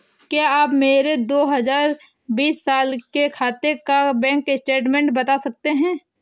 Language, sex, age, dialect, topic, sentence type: Hindi, female, 18-24, Awadhi Bundeli, banking, question